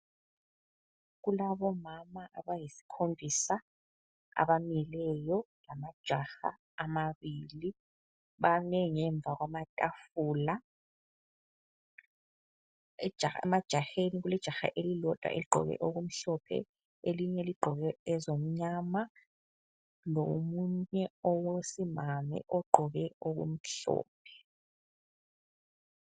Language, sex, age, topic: North Ndebele, female, 25-35, health